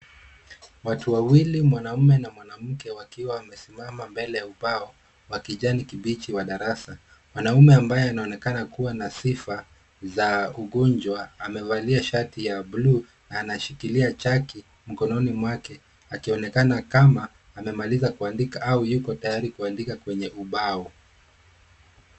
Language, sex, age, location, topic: Swahili, male, 25-35, Nairobi, education